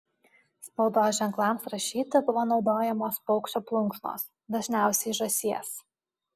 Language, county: Lithuanian, Alytus